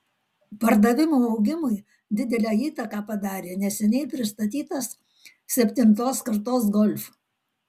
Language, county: Lithuanian, Alytus